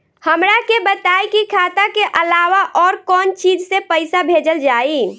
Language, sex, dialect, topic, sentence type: Bhojpuri, female, Northern, banking, question